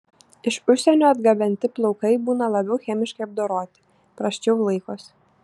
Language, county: Lithuanian, Šiauliai